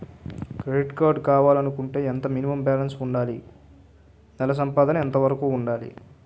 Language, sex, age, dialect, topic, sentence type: Telugu, male, 18-24, Utterandhra, banking, question